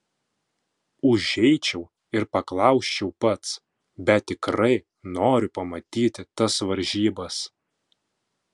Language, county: Lithuanian, Panevėžys